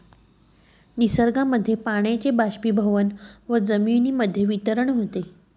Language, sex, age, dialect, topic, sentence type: Marathi, female, 31-35, Northern Konkan, agriculture, statement